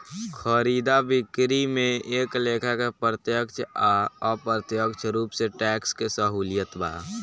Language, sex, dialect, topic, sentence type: Bhojpuri, male, Southern / Standard, banking, statement